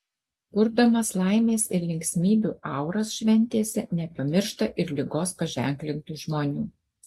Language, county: Lithuanian, Alytus